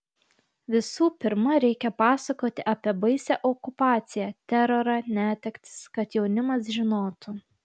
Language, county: Lithuanian, Kaunas